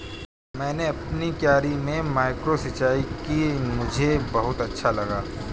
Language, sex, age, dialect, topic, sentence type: Hindi, male, 31-35, Kanauji Braj Bhasha, agriculture, statement